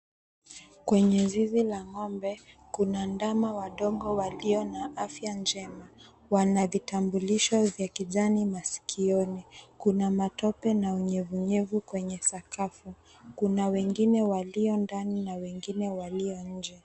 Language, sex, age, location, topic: Swahili, female, 18-24, Mombasa, agriculture